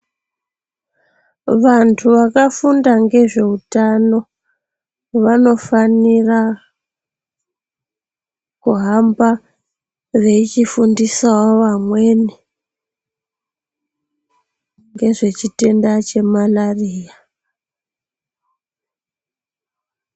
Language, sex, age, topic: Ndau, female, 25-35, health